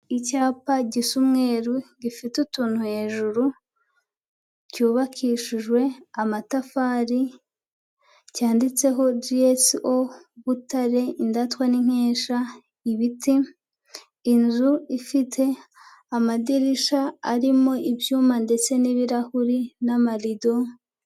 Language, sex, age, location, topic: Kinyarwanda, female, 25-35, Huye, education